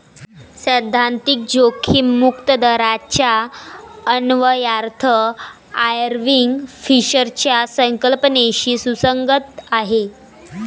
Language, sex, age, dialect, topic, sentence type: Marathi, female, 18-24, Varhadi, banking, statement